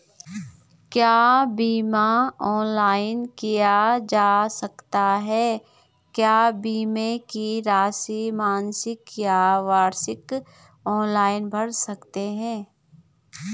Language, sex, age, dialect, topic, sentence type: Hindi, female, 36-40, Garhwali, banking, question